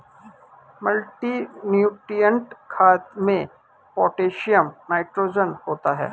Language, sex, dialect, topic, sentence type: Hindi, male, Hindustani Malvi Khadi Boli, agriculture, statement